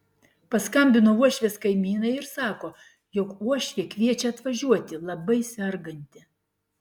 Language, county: Lithuanian, Klaipėda